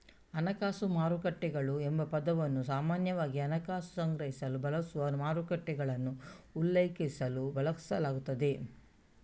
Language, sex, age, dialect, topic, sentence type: Kannada, female, 41-45, Coastal/Dakshin, banking, statement